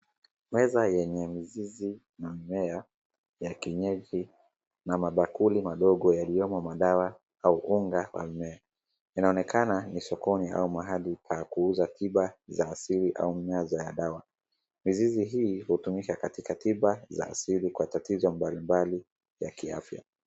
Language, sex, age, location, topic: Swahili, male, 36-49, Wajir, health